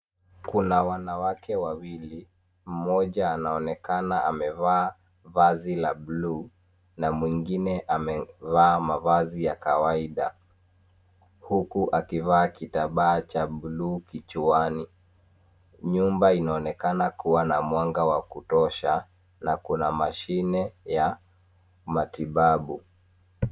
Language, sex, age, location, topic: Swahili, male, 18-24, Nairobi, health